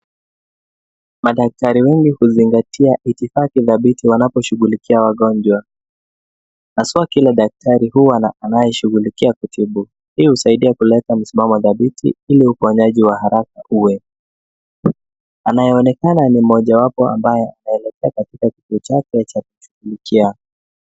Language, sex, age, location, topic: Swahili, male, 25-35, Nairobi, health